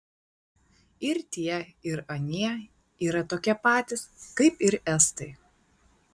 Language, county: Lithuanian, Klaipėda